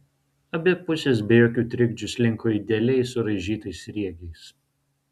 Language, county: Lithuanian, Vilnius